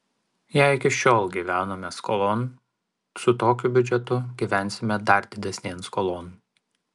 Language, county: Lithuanian, Vilnius